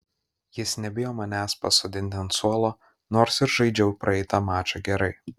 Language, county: Lithuanian, Kaunas